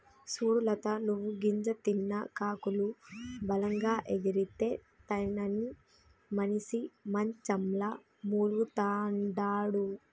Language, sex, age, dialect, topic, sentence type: Telugu, female, 25-30, Telangana, agriculture, statement